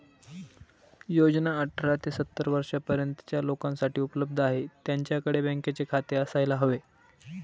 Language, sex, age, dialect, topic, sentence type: Marathi, male, 18-24, Northern Konkan, banking, statement